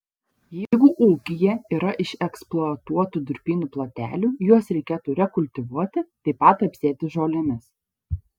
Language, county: Lithuanian, Šiauliai